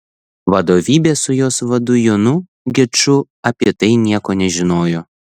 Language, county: Lithuanian, Šiauliai